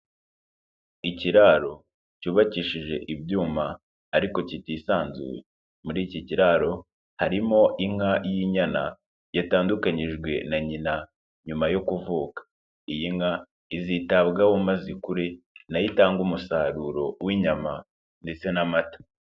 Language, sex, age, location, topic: Kinyarwanda, male, 25-35, Nyagatare, agriculture